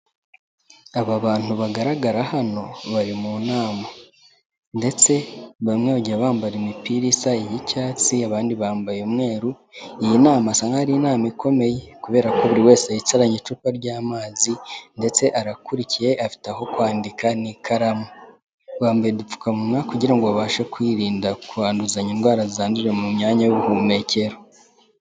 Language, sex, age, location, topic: Kinyarwanda, male, 18-24, Kigali, health